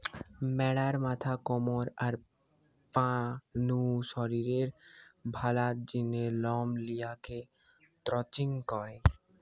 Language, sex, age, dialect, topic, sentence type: Bengali, male, 18-24, Western, agriculture, statement